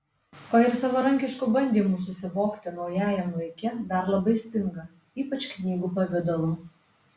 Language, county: Lithuanian, Alytus